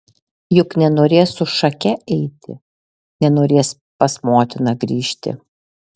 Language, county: Lithuanian, Alytus